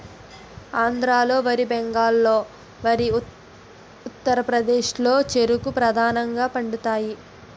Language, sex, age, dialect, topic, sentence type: Telugu, female, 60-100, Utterandhra, agriculture, statement